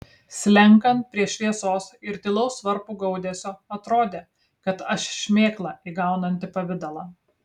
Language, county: Lithuanian, Kaunas